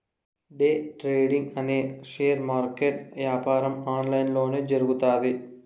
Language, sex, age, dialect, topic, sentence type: Telugu, male, 18-24, Southern, banking, statement